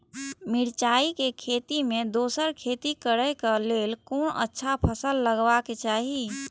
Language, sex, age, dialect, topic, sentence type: Maithili, female, 18-24, Eastern / Thethi, agriculture, question